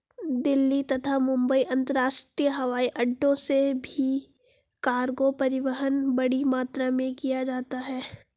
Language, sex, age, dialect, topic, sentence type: Hindi, female, 18-24, Hindustani Malvi Khadi Boli, banking, statement